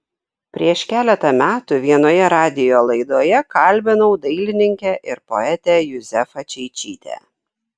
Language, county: Lithuanian, Šiauliai